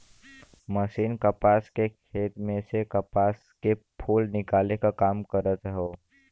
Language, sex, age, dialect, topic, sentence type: Bhojpuri, male, 18-24, Western, agriculture, statement